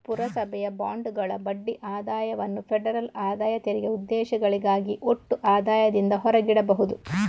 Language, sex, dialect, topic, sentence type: Kannada, female, Coastal/Dakshin, banking, statement